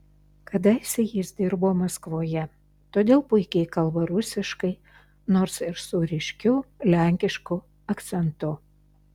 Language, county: Lithuanian, Šiauliai